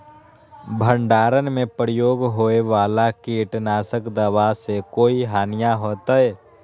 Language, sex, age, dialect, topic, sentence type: Magahi, male, 18-24, Western, agriculture, question